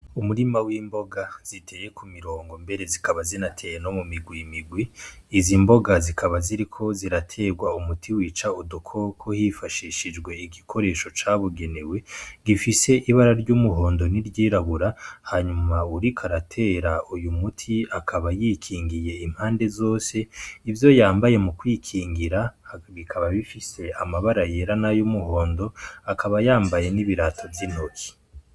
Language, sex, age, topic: Rundi, male, 25-35, agriculture